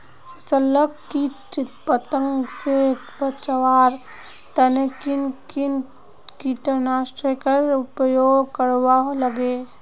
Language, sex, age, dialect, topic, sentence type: Magahi, female, 18-24, Northeastern/Surjapuri, agriculture, question